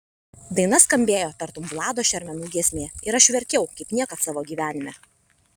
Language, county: Lithuanian, Alytus